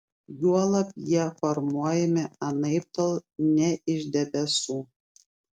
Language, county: Lithuanian, Klaipėda